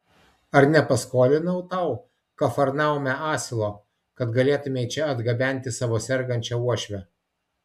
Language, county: Lithuanian, Vilnius